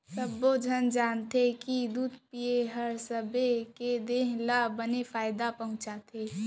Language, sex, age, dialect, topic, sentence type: Chhattisgarhi, female, 46-50, Central, agriculture, statement